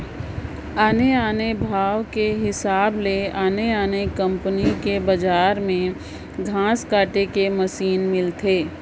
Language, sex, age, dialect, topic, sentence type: Chhattisgarhi, female, 56-60, Northern/Bhandar, agriculture, statement